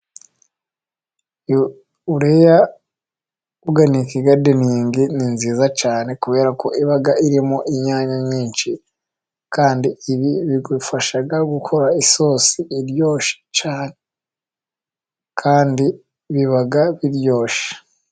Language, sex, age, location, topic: Kinyarwanda, male, 25-35, Musanze, agriculture